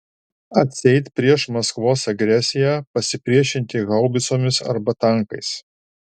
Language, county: Lithuanian, Alytus